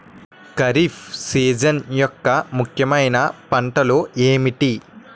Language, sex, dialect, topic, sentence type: Telugu, male, Utterandhra, agriculture, question